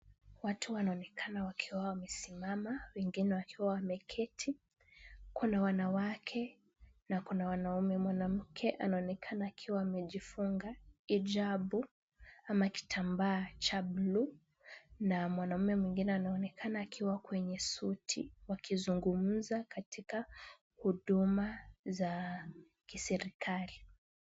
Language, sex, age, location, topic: Swahili, female, 18-24, Kisumu, government